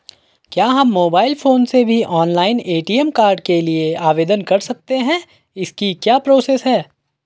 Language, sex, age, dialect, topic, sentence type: Hindi, male, 41-45, Garhwali, banking, question